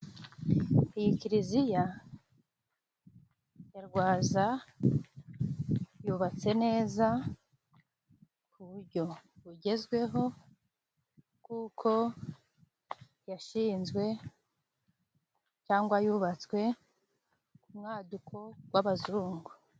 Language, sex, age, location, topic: Kinyarwanda, female, 25-35, Musanze, government